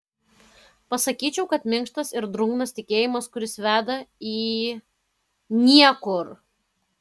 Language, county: Lithuanian, Kaunas